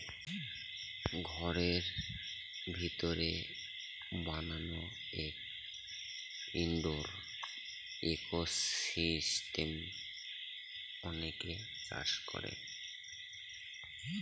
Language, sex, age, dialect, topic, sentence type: Bengali, male, 31-35, Northern/Varendri, agriculture, statement